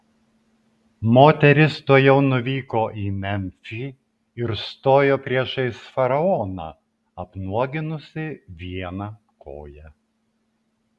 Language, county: Lithuanian, Vilnius